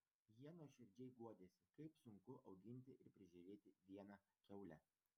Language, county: Lithuanian, Vilnius